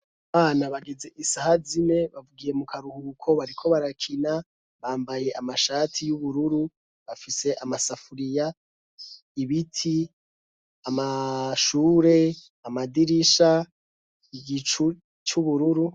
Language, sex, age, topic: Rundi, male, 25-35, education